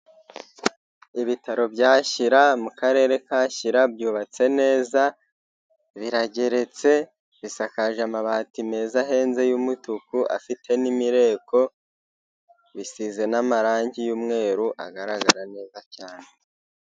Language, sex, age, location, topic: Kinyarwanda, male, 18-24, Huye, health